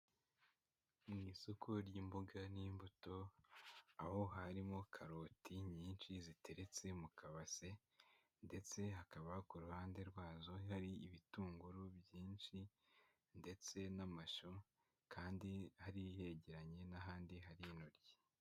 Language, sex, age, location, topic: Kinyarwanda, male, 18-24, Huye, agriculture